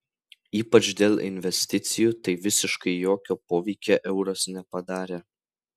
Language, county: Lithuanian, Vilnius